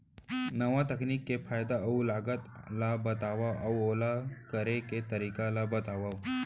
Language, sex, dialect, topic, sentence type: Chhattisgarhi, male, Central, agriculture, question